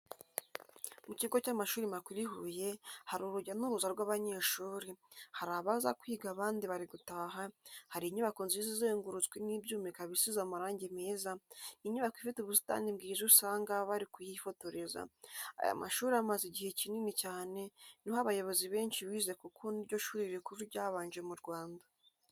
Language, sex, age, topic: Kinyarwanda, female, 18-24, education